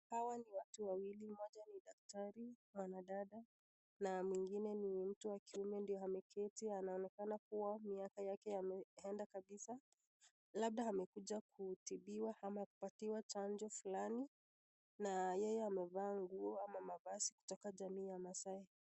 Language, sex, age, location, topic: Swahili, female, 25-35, Nakuru, health